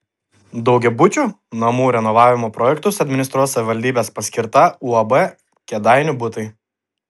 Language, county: Lithuanian, Telšiai